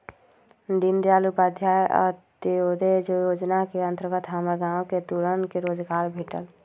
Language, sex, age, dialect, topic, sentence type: Magahi, female, 25-30, Western, banking, statement